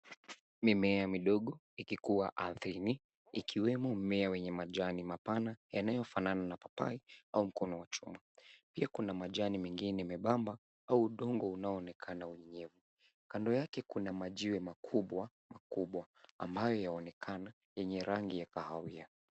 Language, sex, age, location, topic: Swahili, male, 18-24, Nairobi, health